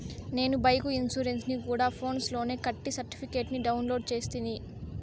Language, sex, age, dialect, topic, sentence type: Telugu, female, 18-24, Southern, banking, statement